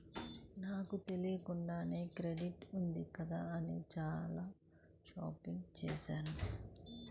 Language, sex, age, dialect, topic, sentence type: Telugu, female, 46-50, Central/Coastal, banking, statement